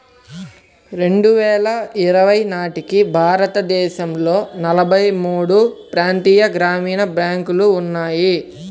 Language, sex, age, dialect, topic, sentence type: Telugu, male, 18-24, Central/Coastal, banking, statement